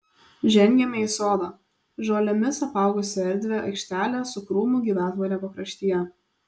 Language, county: Lithuanian, Kaunas